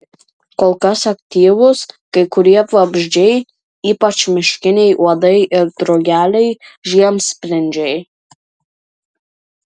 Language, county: Lithuanian, Vilnius